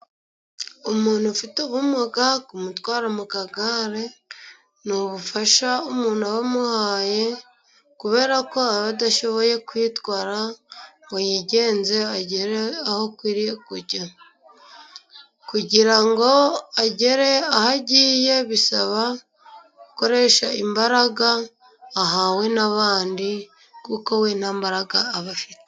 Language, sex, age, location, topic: Kinyarwanda, female, 25-35, Musanze, government